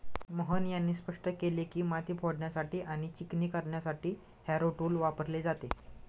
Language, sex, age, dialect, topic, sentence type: Marathi, male, 25-30, Standard Marathi, agriculture, statement